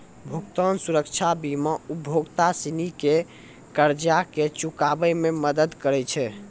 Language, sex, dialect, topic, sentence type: Maithili, male, Angika, banking, statement